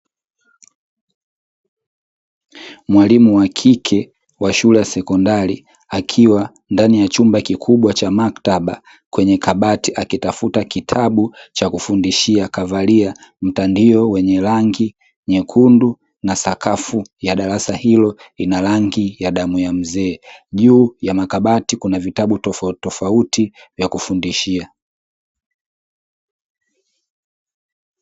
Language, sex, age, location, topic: Swahili, male, 18-24, Dar es Salaam, education